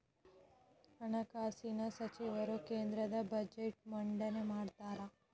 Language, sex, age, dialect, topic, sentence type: Kannada, female, 18-24, Dharwad Kannada, banking, statement